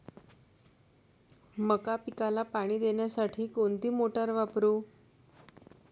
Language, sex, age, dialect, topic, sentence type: Marathi, female, 31-35, Standard Marathi, agriculture, question